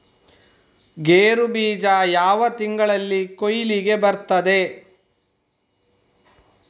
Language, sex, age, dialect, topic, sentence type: Kannada, male, 25-30, Coastal/Dakshin, agriculture, question